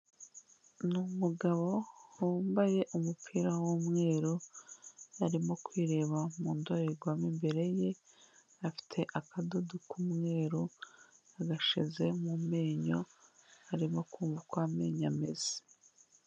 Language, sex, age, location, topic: Kinyarwanda, female, 25-35, Kigali, health